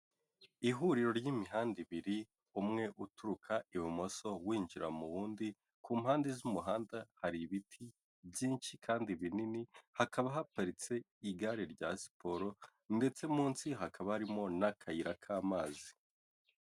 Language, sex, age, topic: Kinyarwanda, male, 18-24, government